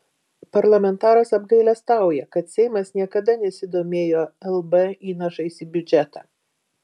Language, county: Lithuanian, Vilnius